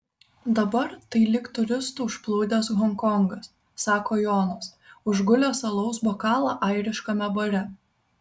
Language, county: Lithuanian, Vilnius